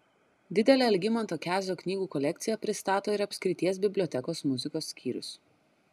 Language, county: Lithuanian, Klaipėda